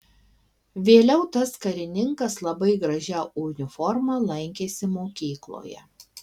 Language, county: Lithuanian, Alytus